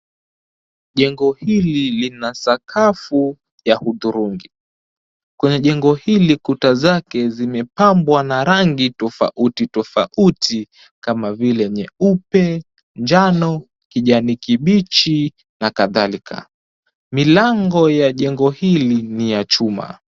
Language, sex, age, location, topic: Swahili, male, 18-24, Mombasa, government